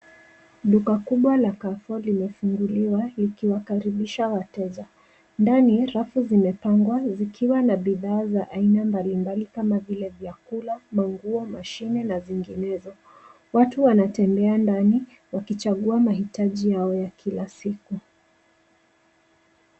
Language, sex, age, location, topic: Swahili, female, 25-35, Nairobi, finance